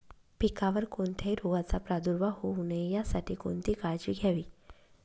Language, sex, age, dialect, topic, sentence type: Marathi, female, 25-30, Northern Konkan, agriculture, question